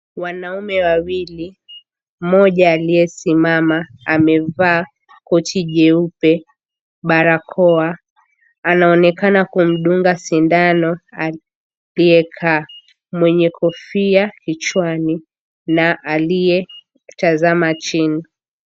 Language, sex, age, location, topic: Swahili, female, 18-24, Mombasa, health